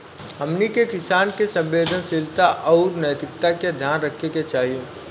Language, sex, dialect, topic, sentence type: Bhojpuri, male, Southern / Standard, agriculture, question